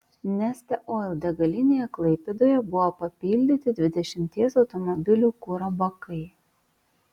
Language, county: Lithuanian, Vilnius